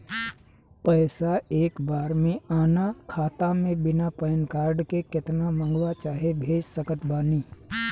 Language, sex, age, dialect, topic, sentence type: Bhojpuri, male, 36-40, Southern / Standard, banking, question